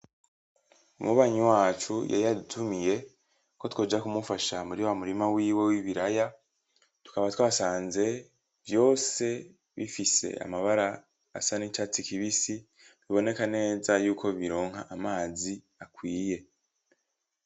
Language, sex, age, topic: Rundi, male, 18-24, agriculture